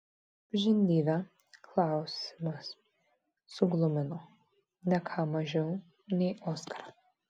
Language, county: Lithuanian, Vilnius